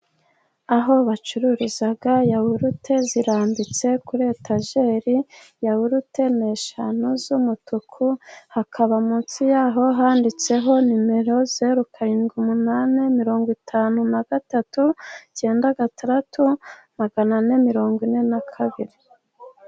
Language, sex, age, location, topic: Kinyarwanda, female, 25-35, Musanze, finance